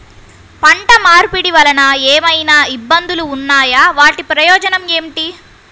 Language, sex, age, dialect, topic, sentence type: Telugu, female, 51-55, Central/Coastal, agriculture, question